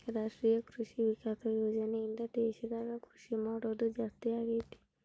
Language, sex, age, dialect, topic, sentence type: Kannada, female, 18-24, Central, agriculture, statement